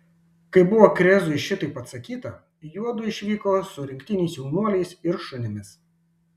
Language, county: Lithuanian, Šiauliai